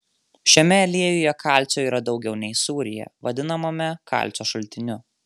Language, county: Lithuanian, Marijampolė